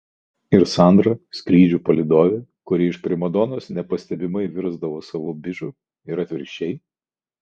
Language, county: Lithuanian, Kaunas